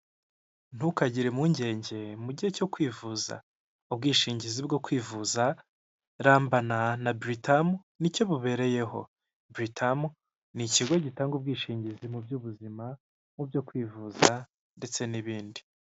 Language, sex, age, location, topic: Kinyarwanda, male, 18-24, Kigali, finance